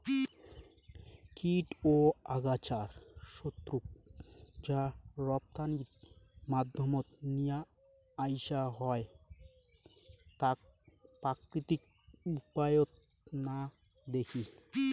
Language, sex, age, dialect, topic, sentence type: Bengali, male, 18-24, Rajbangshi, agriculture, statement